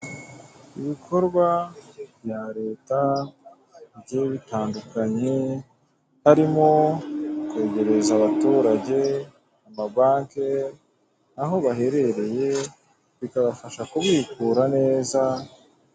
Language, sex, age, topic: Kinyarwanda, male, 18-24, government